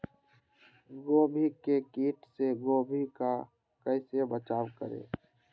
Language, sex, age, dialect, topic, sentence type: Magahi, male, 18-24, Western, agriculture, question